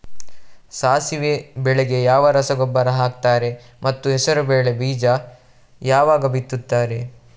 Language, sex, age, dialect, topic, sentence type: Kannada, male, 31-35, Coastal/Dakshin, agriculture, question